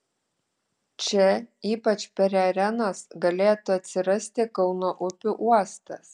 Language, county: Lithuanian, Klaipėda